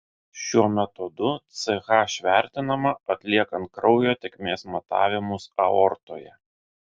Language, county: Lithuanian, Vilnius